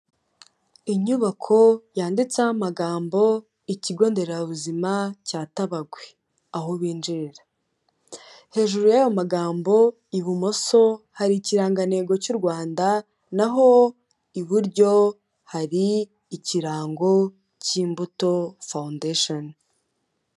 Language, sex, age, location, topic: Kinyarwanda, female, 18-24, Kigali, health